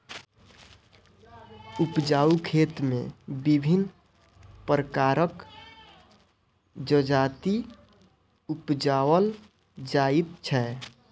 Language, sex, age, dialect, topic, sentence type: Maithili, male, 18-24, Southern/Standard, agriculture, statement